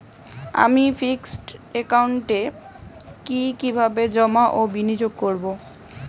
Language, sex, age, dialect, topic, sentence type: Bengali, female, 18-24, Rajbangshi, banking, question